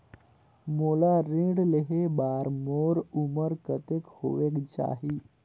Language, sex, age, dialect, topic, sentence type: Chhattisgarhi, male, 18-24, Northern/Bhandar, banking, question